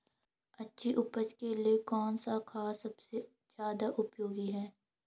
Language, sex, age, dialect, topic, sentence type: Hindi, female, 18-24, Garhwali, agriculture, question